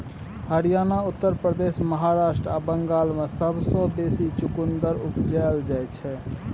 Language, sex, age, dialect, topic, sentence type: Maithili, male, 31-35, Bajjika, agriculture, statement